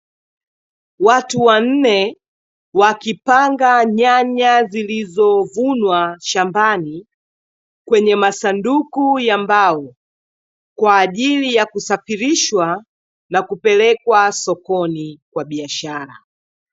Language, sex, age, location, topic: Swahili, female, 25-35, Dar es Salaam, agriculture